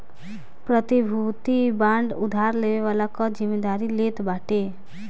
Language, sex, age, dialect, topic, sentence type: Bhojpuri, female, 18-24, Northern, banking, statement